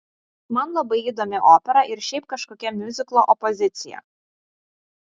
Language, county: Lithuanian, Vilnius